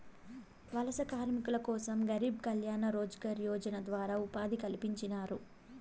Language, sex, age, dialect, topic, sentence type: Telugu, female, 18-24, Southern, banking, statement